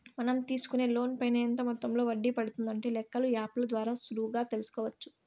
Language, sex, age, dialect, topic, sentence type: Telugu, female, 56-60, Southern, banking, statement